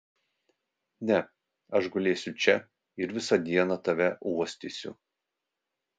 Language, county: Lithuanian, Vilnius